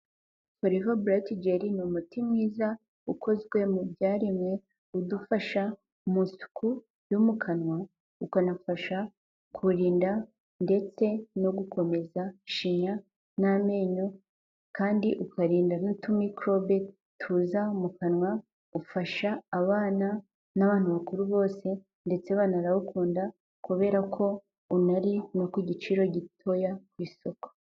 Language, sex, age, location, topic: Kinyarwanda, female, 18-24, Kigali, health